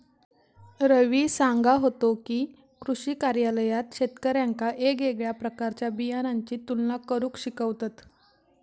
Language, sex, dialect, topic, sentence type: Marathi, female, Southern Konkan, agriculture, statement